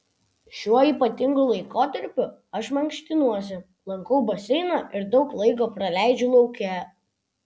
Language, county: Lithuanian, Vilnius